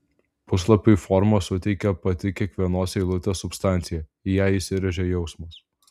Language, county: Lithuanian, Vilnius